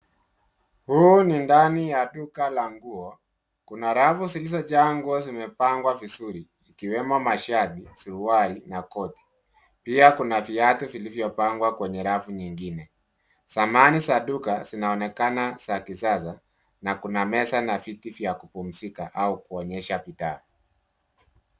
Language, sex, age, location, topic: Swahili, male, 36-49, Nairobi, finance